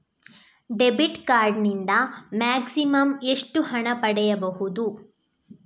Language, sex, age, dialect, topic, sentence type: Kannada, female, 18-24, Coastal/Dakshin, banking, question